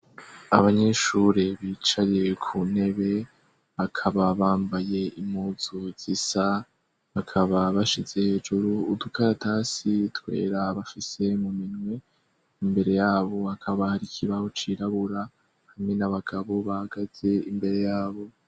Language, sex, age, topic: Rundi, male, 18-24, education